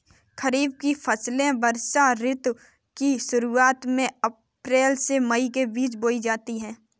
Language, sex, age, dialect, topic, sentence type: Hindi, female, 18-24, Kanauji Braj Bhasha, agriculture, statement